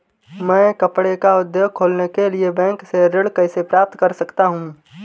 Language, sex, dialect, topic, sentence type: Hindi, male, Awadhi Bundeli, banking, question